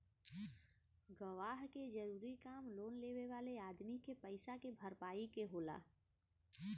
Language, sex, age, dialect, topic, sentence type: Bhojpuri, female, 41-45, Western, banking, statement